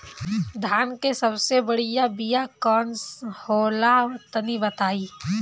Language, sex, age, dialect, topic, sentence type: Bhojpuri, female, 31-35, Northern, agriculture, question